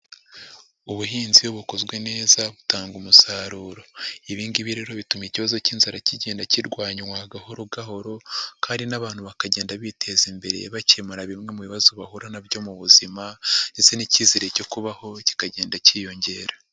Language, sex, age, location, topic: Kinyarwanda, male, 50+, Nyagatare, agriculture